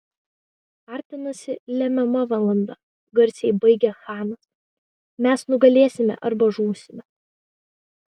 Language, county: Lithuanian, Vilnius